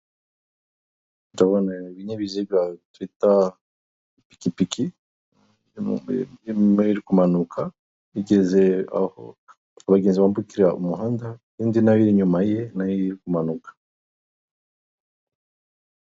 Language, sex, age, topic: Kinyarwanda, male, 36-49, government